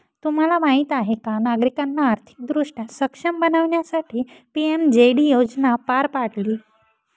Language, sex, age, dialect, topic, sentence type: Marathi, female, 18-24, Northern Konkan, banking, statement